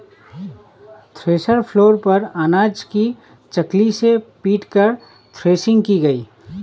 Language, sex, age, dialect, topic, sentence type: Hindi, male, 31-35, Awadhi Bundeli, agriculture, statement